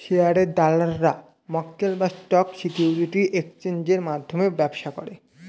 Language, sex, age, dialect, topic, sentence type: Bengali, male, 18-24, Standard Colloquial, banking, statement